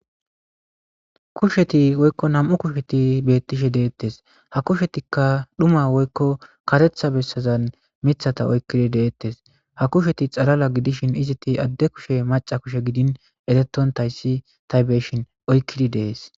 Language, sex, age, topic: Gamo, male, 25-35, government